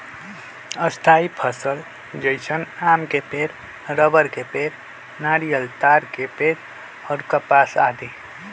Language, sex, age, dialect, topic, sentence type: Magahi, male, 25-30, Western, agriculture, statement